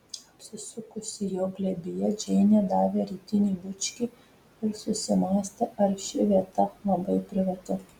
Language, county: Lithuanian, Telšiai